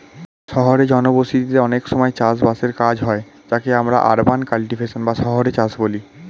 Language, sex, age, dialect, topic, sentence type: Bengali, male, 18-24, Standard Colloquial, agriculture, statement